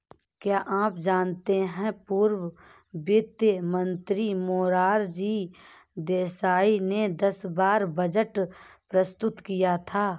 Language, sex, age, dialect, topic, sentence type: Hindi, female, 31-35, Awadhi Bundeli, banking, statement